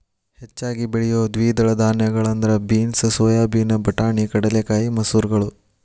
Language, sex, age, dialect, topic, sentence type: Kannada, male, 18-24, Dharwad Kannada, agriculture, statement